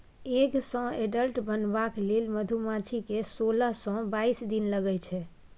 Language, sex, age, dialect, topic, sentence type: Maithili, female, 18-24, Bajjika, agriculture, statement